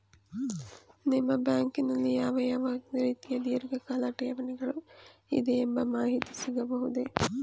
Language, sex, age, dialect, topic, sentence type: Kannada, female, 25-30, Mysore Kannada, banking, question